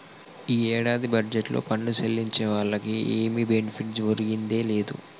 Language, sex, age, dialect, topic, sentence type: Telugu, male, 18-24, Telangana, banking, statement